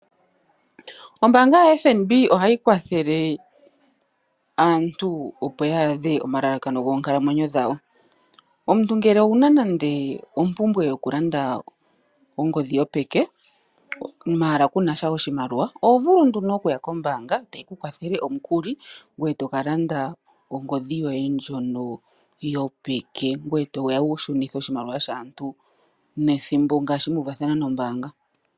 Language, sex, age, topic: Oshiwambo, female, 25-35, finance